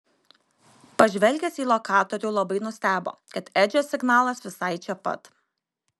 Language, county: Lithuanian, Kaunas